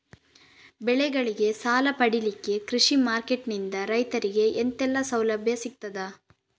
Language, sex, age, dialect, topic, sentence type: Kannada, female, 36-40, Coastal/Dakshin, agriculture, question